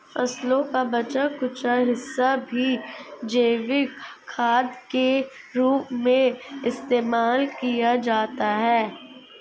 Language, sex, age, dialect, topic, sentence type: Hindi, female, 51-55, Marwari Dhudhari, agriculture, statement